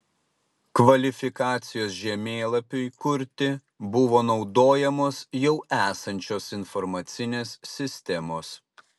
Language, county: Lithuanian, Utena